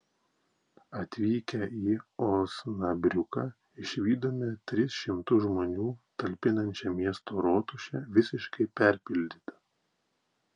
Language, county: Lithuanian, Klaipėda